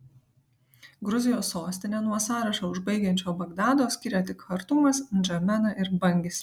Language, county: Lithuanian, Utena